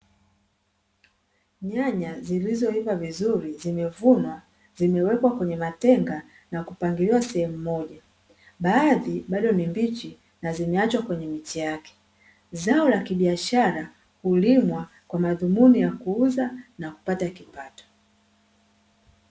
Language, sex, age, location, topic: Swahili, female, 25-35, Dar es Salaam, agriculture